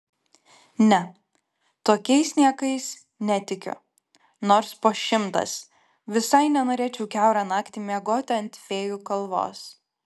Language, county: Lithuanian, Klaipėda